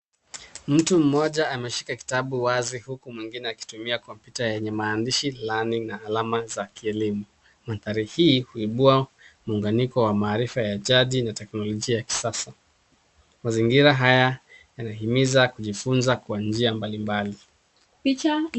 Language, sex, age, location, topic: Swahili, male, 36-49, Nairobi, education